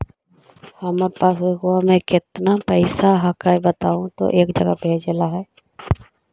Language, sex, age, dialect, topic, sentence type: Magahi, female, 56-60, Central/Standard, banking, question